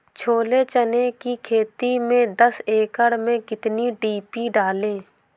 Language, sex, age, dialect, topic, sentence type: Hindi, female, 18-24, Awadhi Bundeli, agriculture, question